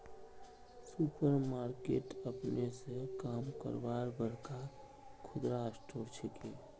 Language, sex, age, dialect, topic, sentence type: Magahi, male, 25-30, Northeastern/Surjapuri, agriculture, statement